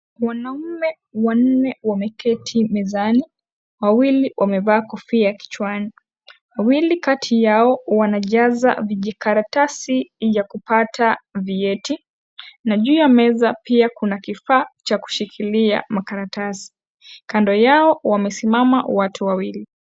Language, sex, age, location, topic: Swahili, female, 18-24, Kisii, government